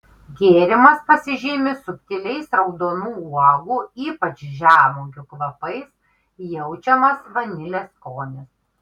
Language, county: Lithuanian, Kaunas